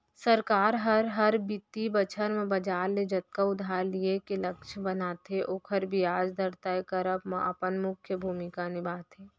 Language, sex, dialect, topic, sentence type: Chhattisgarhi, female, Central, banking, statement